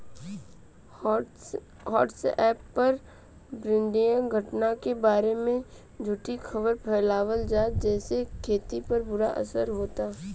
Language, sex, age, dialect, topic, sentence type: Bhojpuri, female, 25-30, Southern / Standard, agriculture, question